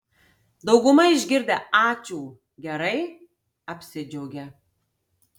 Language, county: Lithuanian, Tauragė